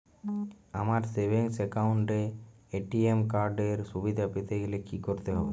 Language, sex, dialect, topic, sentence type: Bengali, male, Jharkhandi, banking, question